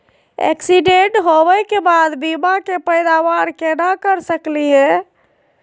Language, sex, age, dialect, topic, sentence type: Magahi, female, 25-30, Southern, banking, question